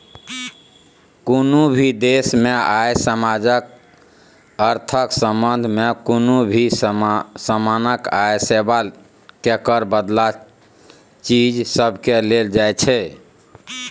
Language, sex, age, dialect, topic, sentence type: Maithili, male, 46-50, Bajjika, banking, statement